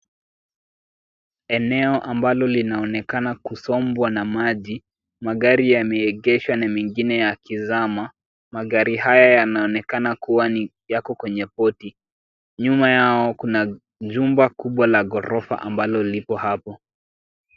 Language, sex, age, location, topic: Swahili, male, 18-24, Kisumu, health